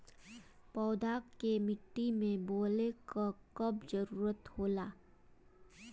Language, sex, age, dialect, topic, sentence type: Bhojpuri, female, 25-30, Western, agriculture, statement